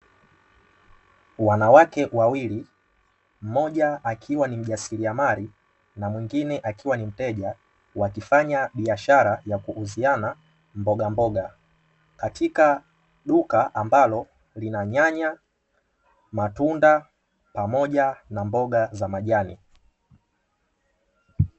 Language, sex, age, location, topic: Swahili, male, 18-24, Dar es Salaam, finance